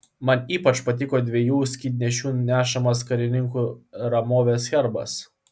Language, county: Lithuanian, Klaipėda